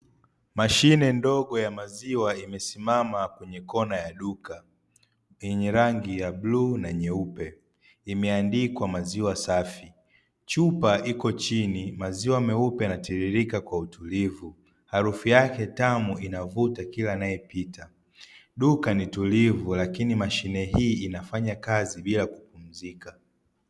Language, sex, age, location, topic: Swahili, male, 50+, Dar es Salaam, finance